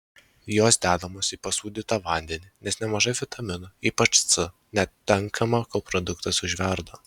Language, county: Lithuanian, Šiauliai